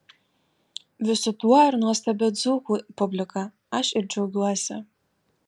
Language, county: Lithuanian, Alytus